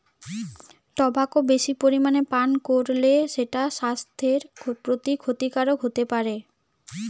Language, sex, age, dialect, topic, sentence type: Bengali, female, 25-30, Western, agriculture, statement